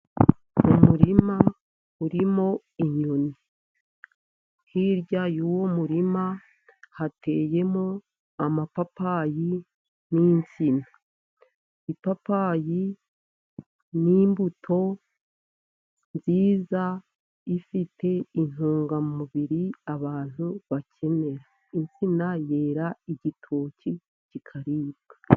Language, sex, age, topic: Kinyarwanda, female, 50+, agriculture